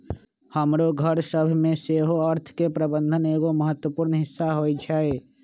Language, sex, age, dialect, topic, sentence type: Magahi, male, 25-30, Western, banking, statement